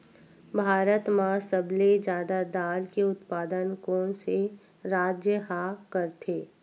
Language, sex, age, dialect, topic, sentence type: Chhattisgarhi, female, 51-55, Western/Budati/Khatahi, agriculture, question